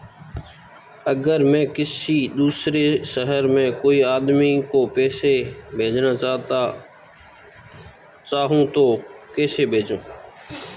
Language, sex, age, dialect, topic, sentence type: Hindi, male, 18-24, Marwari Dhudhari, banking, question